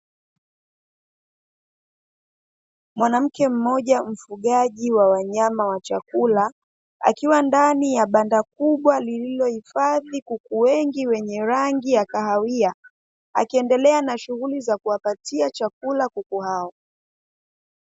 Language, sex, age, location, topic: Swahili, female, 25-35, Dar es Salaam, agriculture